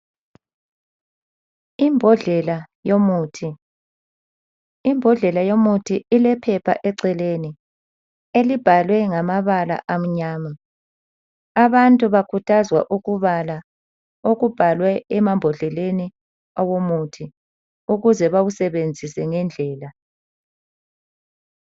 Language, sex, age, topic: North Ndebele, male, 50+, health